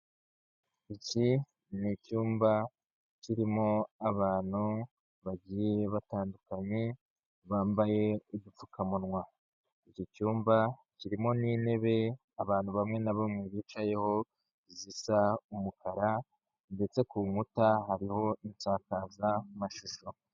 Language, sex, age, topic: Kinyarwanda, male, 25-35, government